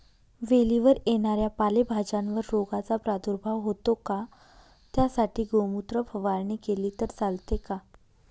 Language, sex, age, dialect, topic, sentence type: Marathi, female, 18-24, Northern Konkan, agriculture, question